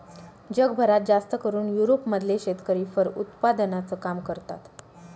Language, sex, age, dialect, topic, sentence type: Marathi, female, 18-24, Northern Konkan, agriculture, statement